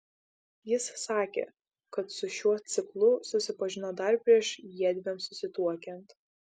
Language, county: Lithuanian, Šiauliai